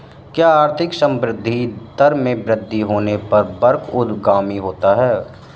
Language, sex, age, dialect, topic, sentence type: Hindi, male, 31-35, Awadhi Bundeli, banking, statement